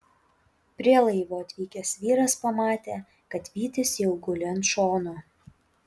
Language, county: Lithuanian, Utena